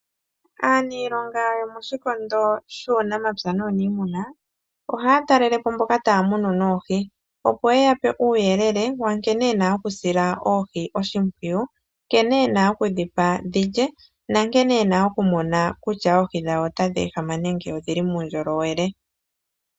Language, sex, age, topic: Oshiwambo, female, 25-35, agriculture